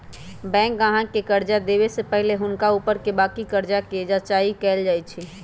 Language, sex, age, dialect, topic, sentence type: Magahi, female, 25-30, Western, banking, statement